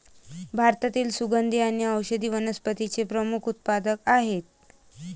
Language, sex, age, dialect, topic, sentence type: Marathi, female, 25-30, Varhadi, agriculture, statement